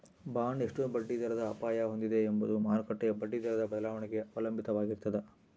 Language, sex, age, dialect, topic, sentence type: Kannada, male, 60-100, Central, banking, statement